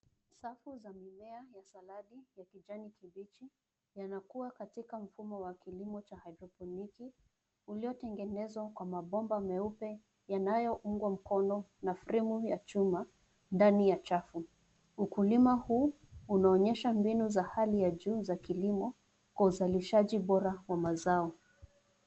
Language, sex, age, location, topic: Swahili, female, 25-35, Nairobi, agriculture